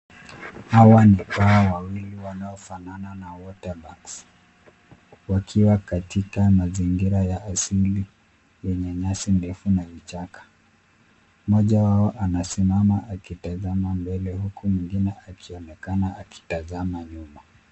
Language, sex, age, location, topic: Swahili, male, 25-35, Nairobi, government